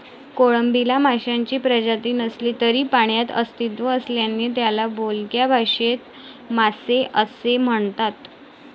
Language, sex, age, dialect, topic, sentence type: Marathi, female, 18-24, Varhadi, agriculture, statement